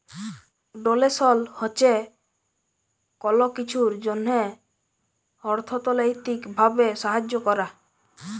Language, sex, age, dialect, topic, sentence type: Bengali, male, <18, Jharkhandi, banking, statement